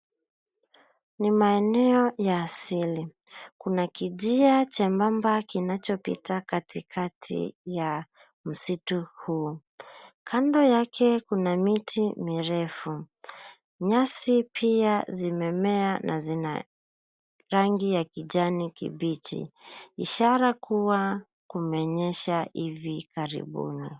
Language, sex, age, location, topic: Swahili, female, 18-24, Nairobi, agriculture